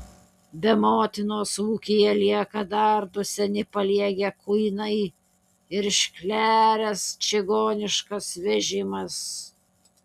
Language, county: Lithuanian, Utena